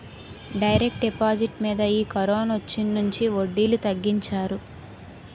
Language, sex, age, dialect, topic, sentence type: Telugu, female, 18-24, Utterandhra, banking, statement